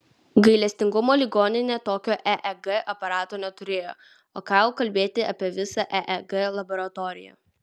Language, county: Lithuanian, Vilnius